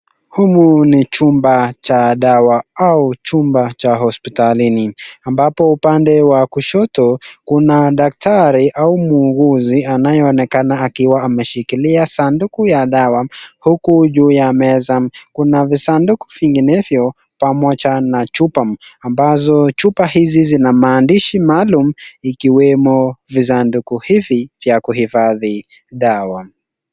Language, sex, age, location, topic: Swahili, male, 18-24, Nakuru, health